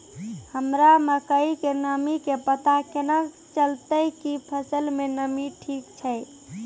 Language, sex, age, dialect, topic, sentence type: Maithili, female, 18-24, Angika, agriculture, question